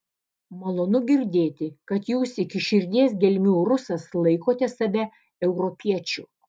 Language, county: Lithuanian, Alytus